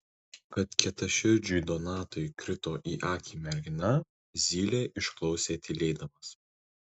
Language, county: Lithuanian, Tauragė